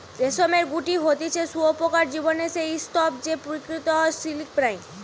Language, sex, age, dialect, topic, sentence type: Bengali, female, 18-24, Western, agriculture, statement